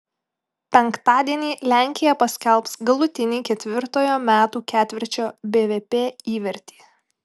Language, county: Lithuanian, Klaipėda